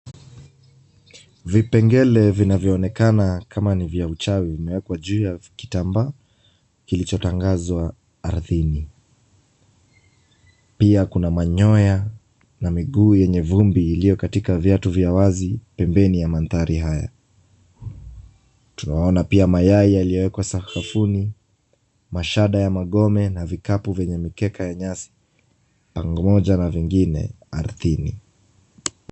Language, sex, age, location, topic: Swahili, male, 25-35, Kisumu, health